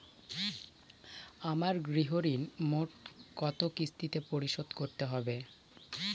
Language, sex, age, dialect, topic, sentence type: Bengali, male, 18-24, Northern/Varendri, banking, question